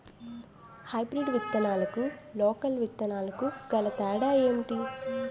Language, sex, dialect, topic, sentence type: Telugu, female, Utterandhra, agriculture, question